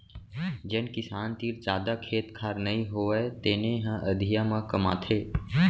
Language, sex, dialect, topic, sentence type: Chhattisgarhi, male, Central, agriculture, statement